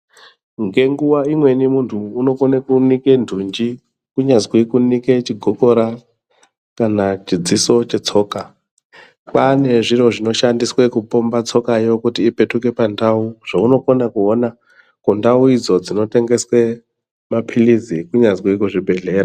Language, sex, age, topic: Ndau, male, 25-35, health